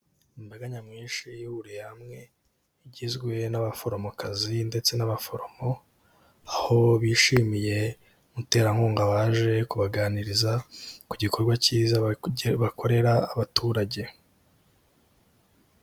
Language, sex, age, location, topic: Kinyarwanda, male, 18-24, Kigali, health